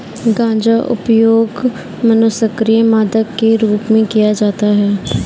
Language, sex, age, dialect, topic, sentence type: Hindi, female, 46-50, Kanauji Braj Bhasha, agriculture, statement